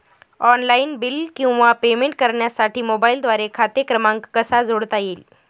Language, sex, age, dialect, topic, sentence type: Marathi, female, 18-24, Northern Konkan, banking, question